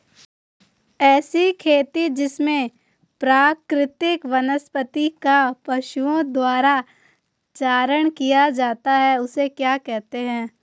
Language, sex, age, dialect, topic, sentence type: Hindi, female, 18-24, Hindustani Malvi Khadi Boli, agriculture, question